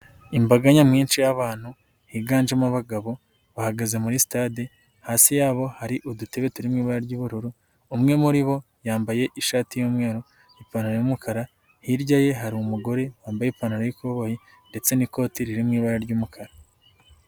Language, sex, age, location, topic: Kinyarwanda, male, 18-24, Nyagatare, government